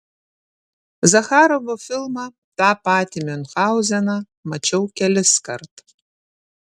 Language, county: Lithuanian, Šiauliai